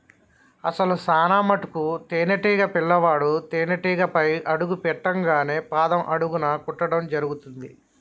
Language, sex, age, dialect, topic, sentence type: Telugu, male, 31-35, Telangana, agriculture, statement